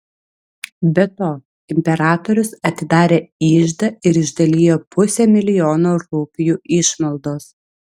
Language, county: Lithuanian, Vilnius